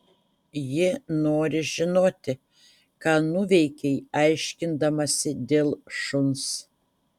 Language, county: Lithuanian, Utena